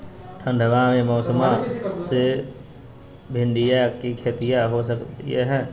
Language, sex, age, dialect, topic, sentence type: Magahi, male, 18-24, Southern, agriculture, question